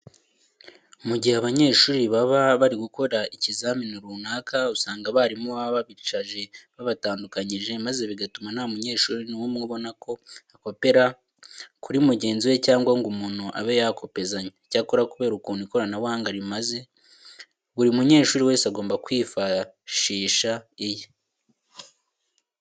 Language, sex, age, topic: Kinyarwanda, male, 18-24, education